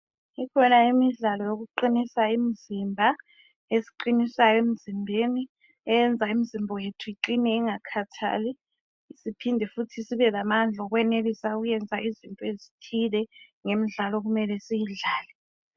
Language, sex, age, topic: North Ndebele, female, 25-35, health